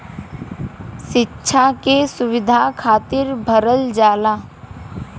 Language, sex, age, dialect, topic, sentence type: Bhojpuri, female, 18-24, Western, banking, statement